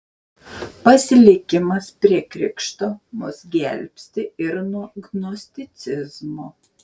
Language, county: Lithuanian, Šiauliai